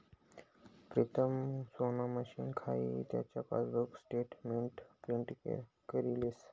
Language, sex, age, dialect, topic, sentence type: Marathi, male, 18-24, Northern Konkan, banking, statement